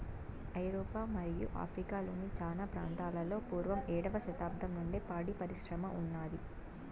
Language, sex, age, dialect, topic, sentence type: Telugu, female, 18-24, Southern, agriculture, statement